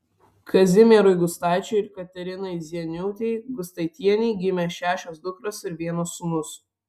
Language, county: Lithuanian, Vilnius